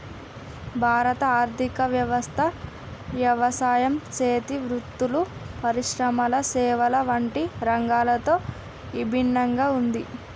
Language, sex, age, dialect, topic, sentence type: Telugu, female, 25-30, Telangana, agriculture, statement